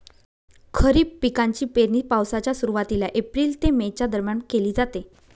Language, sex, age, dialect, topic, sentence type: Marathi, female, 36-40, Northern Konkan, agriculture, statement